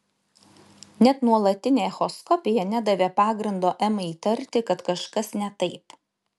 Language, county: Lithuanian, Šiauliai